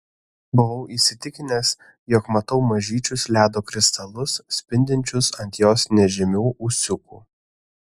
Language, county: Lithuanian, Kaunas